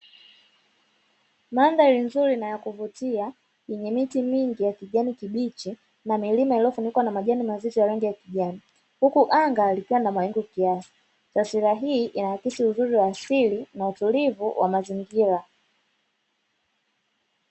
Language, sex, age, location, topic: Swahili, female, 25-35, Dar es Salaam, agriculture